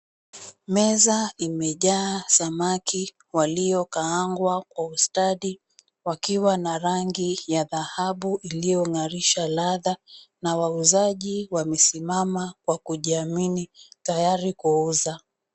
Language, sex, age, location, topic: Swahili, female, 25-35, Mombasa, agriculture